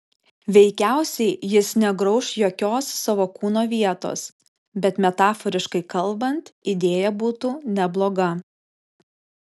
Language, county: Lithuanian, Alytus